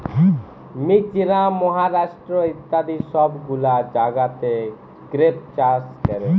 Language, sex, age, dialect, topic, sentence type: Bengali, male, 18-24, Jharkhandi, agriculture, statement